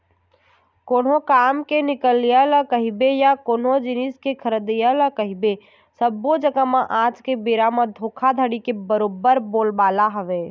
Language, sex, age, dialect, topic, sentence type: Chhattisgarhi, female, 41-45, Eastern, banking, statement